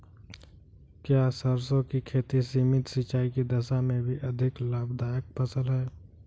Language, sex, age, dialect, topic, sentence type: Hindi, male, 46-50, Kanauji Braj Bhasha, agriculture, question